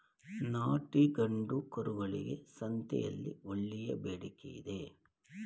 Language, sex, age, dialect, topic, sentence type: Kannada, male, 51-55, Mysore Kannada, agriculture, statement